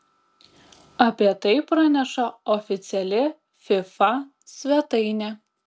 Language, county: Lithuanian, Klaipėda